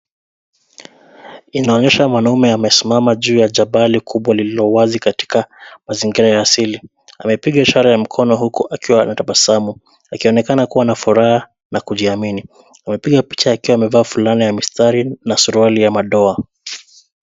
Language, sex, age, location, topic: Swahili, male, 25-35, Nairobi, education